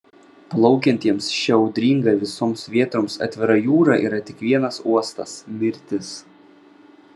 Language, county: Lithuanian, Vilnius